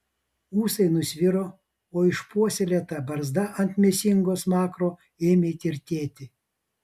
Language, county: Lithuanian, Vilnius